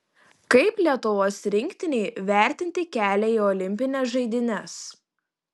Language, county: Lithuanian, Panevėžys